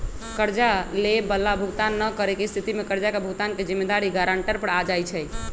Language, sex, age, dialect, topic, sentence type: Magahi, male, 18-24, Western, banking, statement